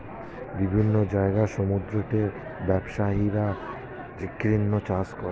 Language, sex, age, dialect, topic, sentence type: Bengali, male, 25-30, Standard Colloquial, agriculture, statement